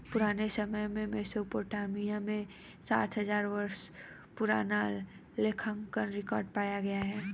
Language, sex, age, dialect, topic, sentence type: Hindi, female, 31-35, Hindustani Malvi Khadi Boli, banking, statement